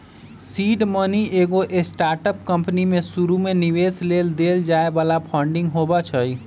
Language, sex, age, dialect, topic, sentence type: Magahi, male, 25-30, Western, banking, statement